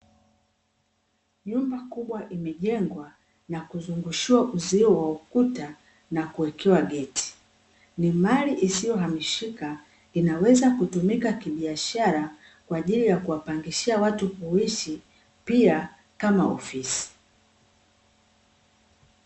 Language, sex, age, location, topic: Swahili, female, 25-35, Dar es Salaam, finance